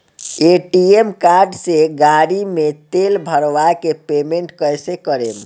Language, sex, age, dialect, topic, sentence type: Bhojpuri, male, 18-24, Southern / Standard, banking, question